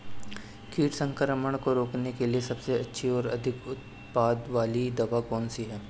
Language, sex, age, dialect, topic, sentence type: Hindi, male, 25-30, Awadhi Bundeli, agriculture, question